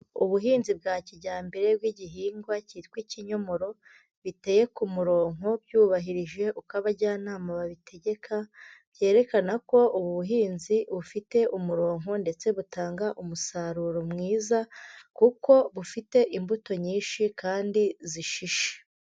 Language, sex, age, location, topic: Kinyarwanda, female, 25-35, Huye, agriculture